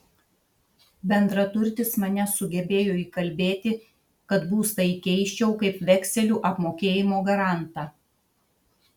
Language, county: Lithuanian, Šiauliai